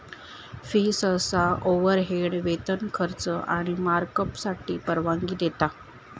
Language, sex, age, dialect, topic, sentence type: Marathi, female, 25-30, Southern Konkan, banking, statement